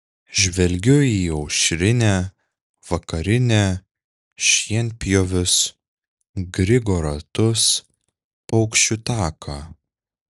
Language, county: Lithuanian, Šiauliai